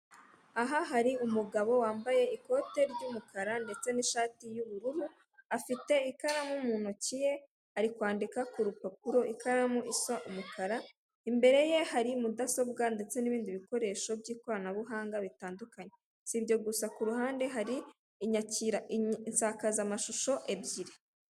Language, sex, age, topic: Kinyarwanda, female, 36-49, finance